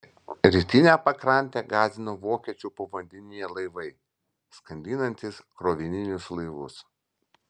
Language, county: Lithuanian, Vilnius